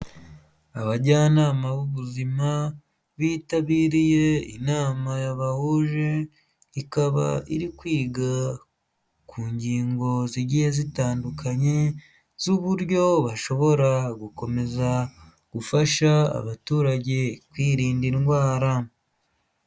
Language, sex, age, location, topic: Kinyarwanda, male, 25-35, Huye, health